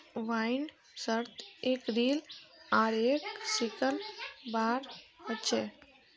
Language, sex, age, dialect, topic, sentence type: Magahi, female, 18-24, Northeastern/Surjapuri, agriculture, statement